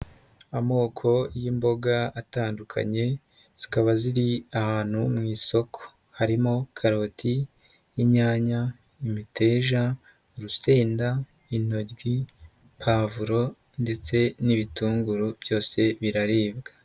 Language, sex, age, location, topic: Kinyarwanda, male, 50+, Nyagatare, agriculture